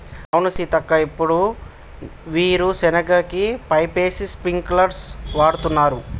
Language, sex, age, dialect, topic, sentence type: Telugu, male, 18-24, Telangana, agriculture, statement